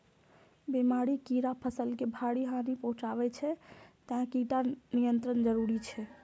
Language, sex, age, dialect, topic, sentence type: Maithili, female, 25-30, Eastern / Thethi, agriculture, statement